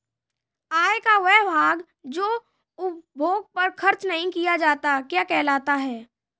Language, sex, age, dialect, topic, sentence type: Hindi, male, 18-24, Kanauji Braj Bhasha, banking, question